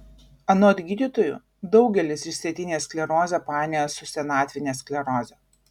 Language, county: Lithuanian, Vilnius